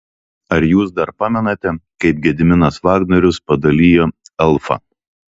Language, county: Lithuanian, Telšiai